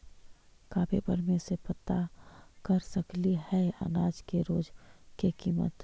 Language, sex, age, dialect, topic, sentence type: Magahi, female, 18-24, Central/Standard, agriculture, question